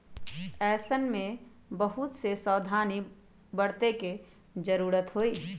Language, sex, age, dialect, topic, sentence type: Magahi, male, 18-24, Western, banking, statement